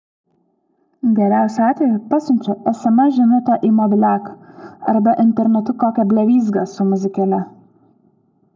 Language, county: Lithuanian, Utena